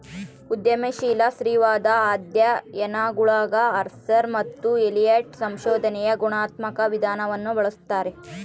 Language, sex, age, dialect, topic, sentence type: Kannada, female, 25-30, Central, banking, statement